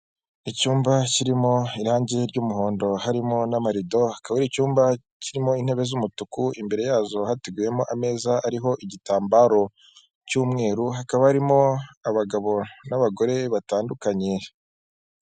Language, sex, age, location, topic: Kinyarwanda, female, 25-35, Kigali, government